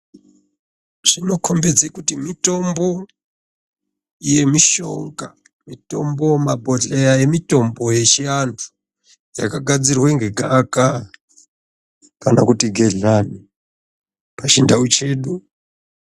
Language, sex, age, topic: Ndau, male, 36-49, health